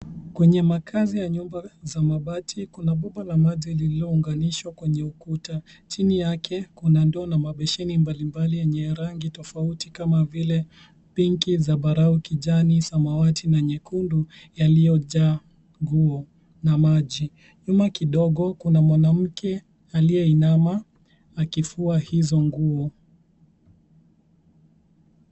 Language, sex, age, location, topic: Swahili, male, 18-24, Nairobi, government